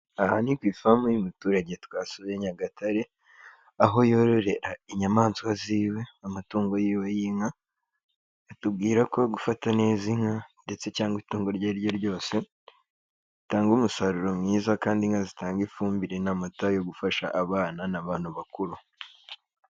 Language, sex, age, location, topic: Kinyarwanda, male, 18-24, Kigali, agriculture